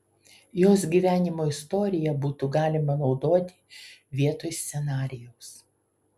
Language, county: Lithuanian, Kaunas